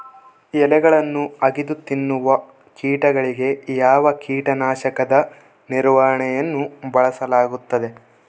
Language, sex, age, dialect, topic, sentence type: Kannada, male, 18-24, Central, agriculture, question